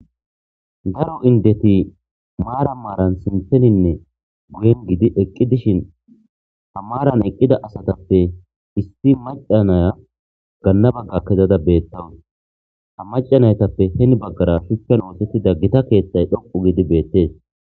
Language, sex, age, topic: Gamo, male, 25-35, government